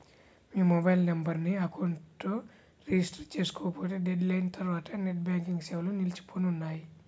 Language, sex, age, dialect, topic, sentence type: Telugu, male, 18-24, Central/Coastal, banking, statement